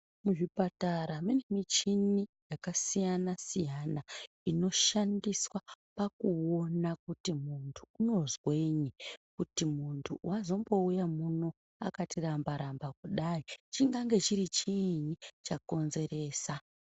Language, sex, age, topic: Ndau, female, 25-35, health